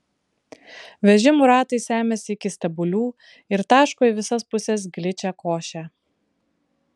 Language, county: Lithuanian, Vilnius